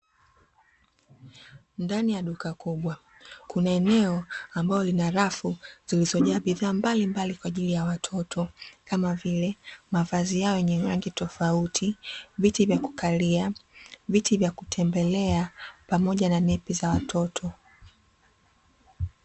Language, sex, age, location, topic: Swahili, female, 25-35, Dar es Salaam, finance